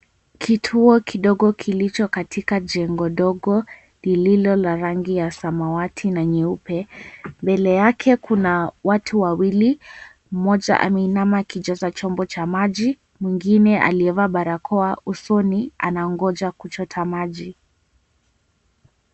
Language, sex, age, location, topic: Swahili, female, 18-24, Mombasa, health